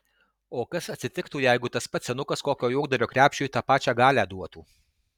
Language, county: Lithuanian, Alytus